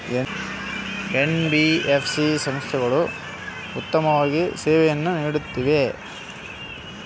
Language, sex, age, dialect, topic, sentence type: Kannada, male, 36-40, Central, banking, question